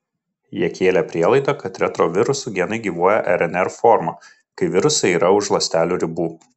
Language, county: Lithuanian, Kaunas